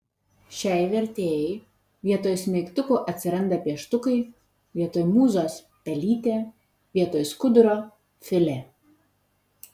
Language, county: Lithuanian, Vilnius